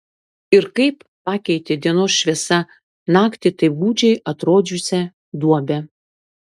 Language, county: Lithuanian, Klaipėda